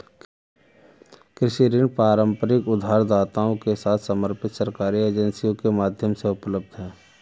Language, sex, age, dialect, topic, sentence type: Hindi, male, 36-40, Marwari Dhudhari, agriculture, statement